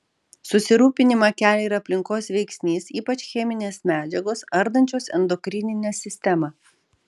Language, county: Lithuanian, Vilnius